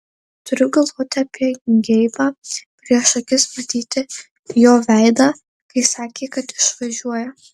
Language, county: Lithuanian, Marijampolė